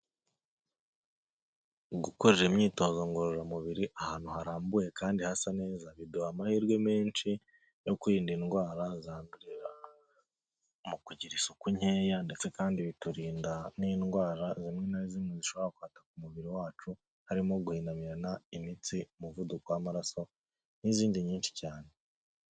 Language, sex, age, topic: Kinyarwanda, male, 25-35, health